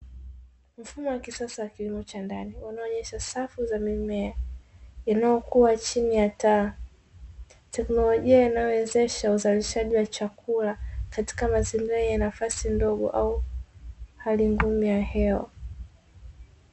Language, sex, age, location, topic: Swahili, female, 18-24, Dar es Salaam, agriculture